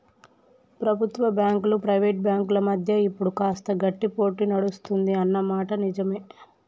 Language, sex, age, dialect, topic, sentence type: Telugu, male, 25-30, Telangana, banking, statement